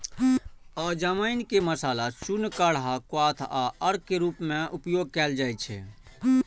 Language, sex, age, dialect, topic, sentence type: Maithili, male, 31-35, Eastern / Thethi, agriculture, statement